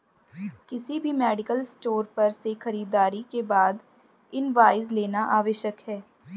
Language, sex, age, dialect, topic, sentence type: Hindi, female, 25-30, Hindustani Malvi Khadi Boli, banking, statement